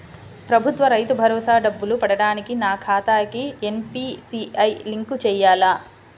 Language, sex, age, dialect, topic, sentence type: Telugu, female, 25-30, Central/Coastal, banking, question